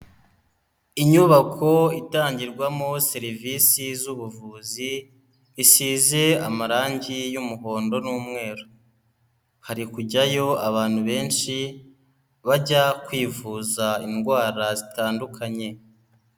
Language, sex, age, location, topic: Kinyarwanda, male, 18-24, Kigali, health